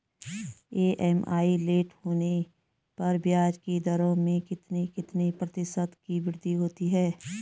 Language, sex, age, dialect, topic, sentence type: Hindi, female, 36-40, Garhwali, banking, question